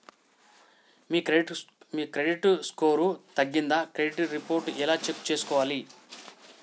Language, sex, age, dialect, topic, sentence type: Telugu, male, 41-45, Telangana, banking, question